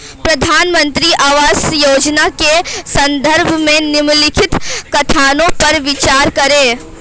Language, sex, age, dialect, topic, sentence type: Hindi, female, 18-24, Hindustani Malvi Khadi Boli, banking, question